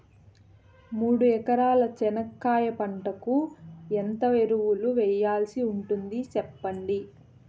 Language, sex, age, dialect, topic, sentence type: Telugu, female, 31-35, Southern, agriculture, question